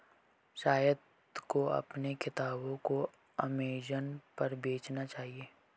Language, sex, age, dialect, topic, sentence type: Hindi, male, 18-24, Marwari Dhudhari, banking, statement